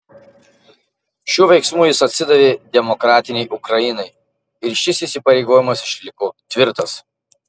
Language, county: Lithuanian, Marijampolė